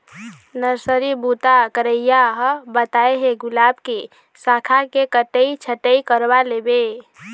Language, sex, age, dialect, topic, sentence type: Chhattisgarhi, female, 25-30, Eastern, agriculture, statement